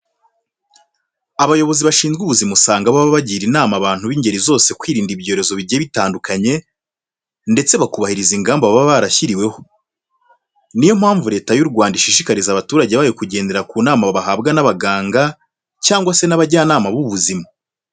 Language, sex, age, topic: Kinyarwanda, male, 25-35, education